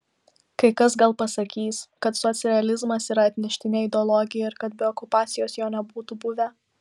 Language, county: Lithuanian, Vilnius